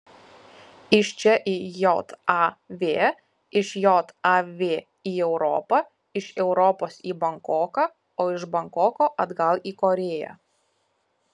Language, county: Lithuanian, Kaunas